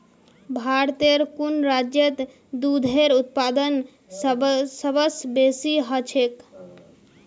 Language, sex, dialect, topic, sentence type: Magahi, female, Northeastern/Surjapuri, agriculture, statement